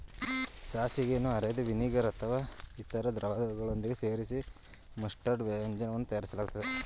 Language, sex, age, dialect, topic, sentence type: Kannada, male, 31-35, Mysore Kannada, agriculture, statement